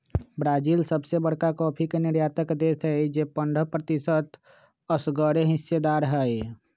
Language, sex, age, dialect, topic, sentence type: Magahi, male, 46-50, Western, agriculture, statement